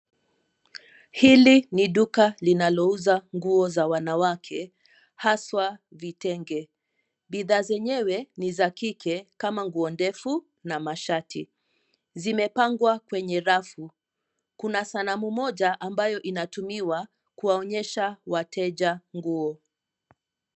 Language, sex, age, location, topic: Swahili, female, 18-24, Nairobi, finance